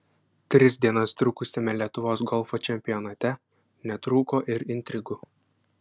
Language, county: Lithuanian, Klaipėda